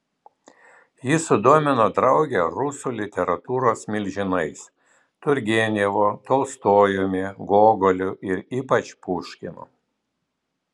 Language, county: Lithuanian, Vilnius